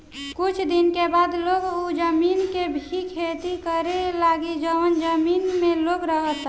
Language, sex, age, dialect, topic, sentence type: Bhojpuri, female, 25-30, Southern / Standard, agriculture, statement